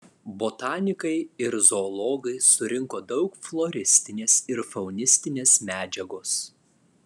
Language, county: Lithuanian, Alytus